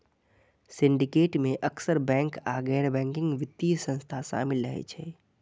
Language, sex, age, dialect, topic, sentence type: Maithili, male, 41-45, Eastern / Thethi, banking, statement